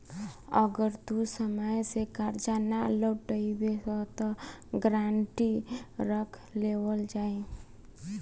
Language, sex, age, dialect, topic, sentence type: Bhojpuri, female, <18, Southern / Standard, banking, statement